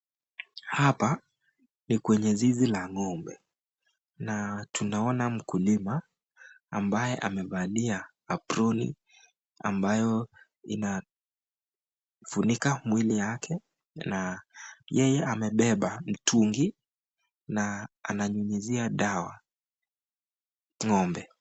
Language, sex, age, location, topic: Swahili, male, 25-35, Nakuru, agriculture